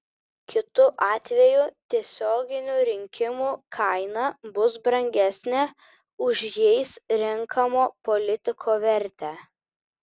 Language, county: Lithuanian, Vilnius